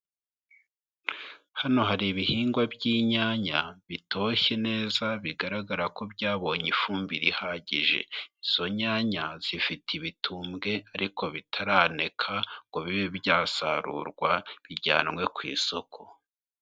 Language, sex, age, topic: Kinyarwanda, male, 25-35, agriculture